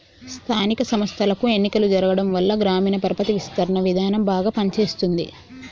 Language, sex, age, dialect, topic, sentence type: Telugu, female, 51-55, Telangana, banking, statement